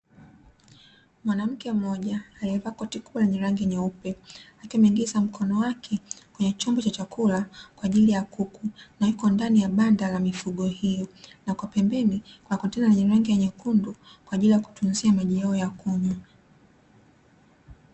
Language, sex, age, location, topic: Swahili, female, 25-35, Dar es Salaam, agriculture